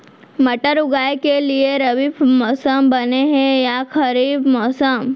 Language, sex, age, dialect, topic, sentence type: Chhattisgarhi, female, 18-24, Central, agriculture, question